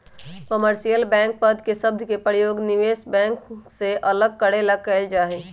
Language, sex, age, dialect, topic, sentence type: Magahi, male, 18-24, Western, banking, statement